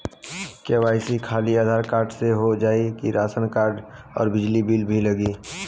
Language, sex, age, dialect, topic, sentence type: Bhojpuri, male, 18-24, Western, banking, question